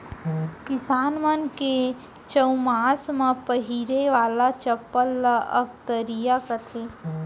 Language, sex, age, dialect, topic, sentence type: Chhattisgarhi, female, 60-100, Central, agriculture, statement